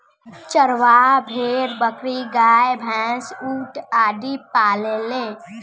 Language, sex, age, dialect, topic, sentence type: Bhojpuri, female, 18-24, Southern / Standard, agriculture, statement